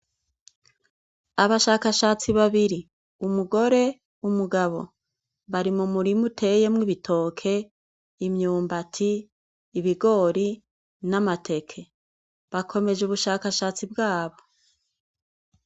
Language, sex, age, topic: Rundi, female, 36-49, education